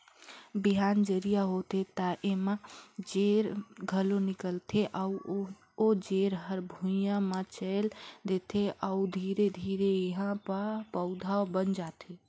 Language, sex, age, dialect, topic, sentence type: Chhattisgarhi, female, 18-24, Northern/Bhandar, agriculture, statement